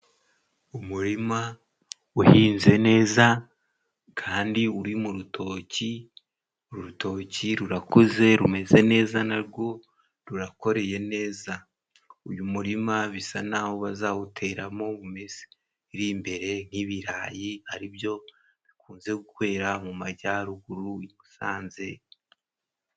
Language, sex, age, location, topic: Kinyarwanda, male, 18-24, Musanze, agriculture